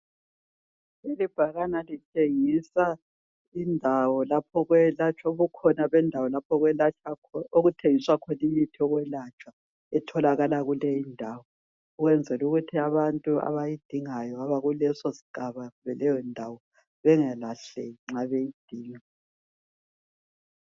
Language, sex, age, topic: North Ndebele, female, 50+, health